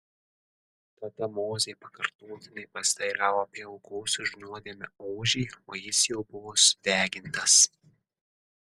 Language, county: Lithuanian, Kaunas